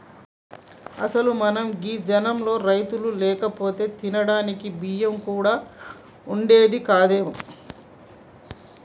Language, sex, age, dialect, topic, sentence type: Telugu, male, 41-45, Telangana, agriculture, statement